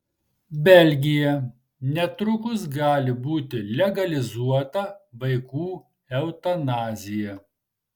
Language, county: Lithuanian, Marijampolė